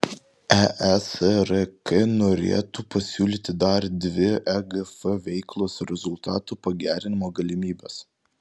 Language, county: Lithuanian, Vilnius